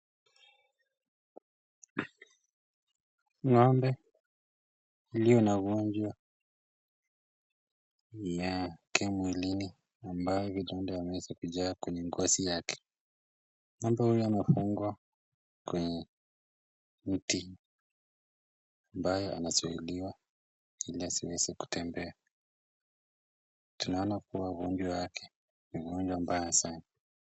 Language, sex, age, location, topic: Swahili, male, 18-24, Nakuru, agriculture